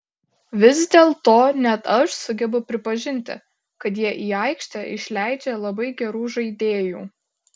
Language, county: Lithuanian, Kaunas